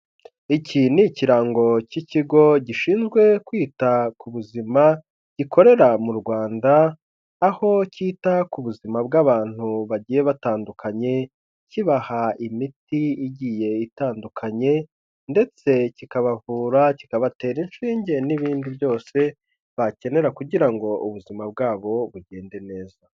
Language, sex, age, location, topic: Kinyarwanda, male, 25-35, Kigali, health